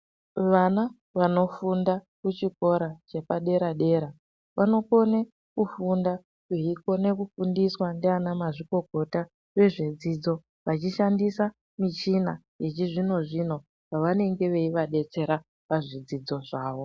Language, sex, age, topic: Ndau, female, 36-49, education